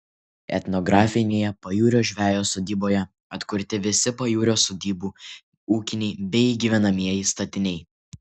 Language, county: Lithuanian, Kaunas